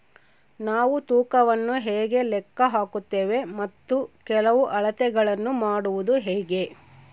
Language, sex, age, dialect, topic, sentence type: Kannada, female, 36-40, Central, agriculture, question